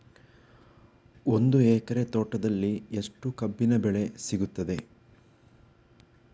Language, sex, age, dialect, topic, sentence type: Kannada, male, 18-24, Coastal/Dakshin, agriculture, question